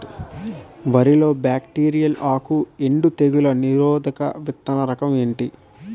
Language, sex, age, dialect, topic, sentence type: Telugu, male, 18-24, Utterandhra, agriculture, question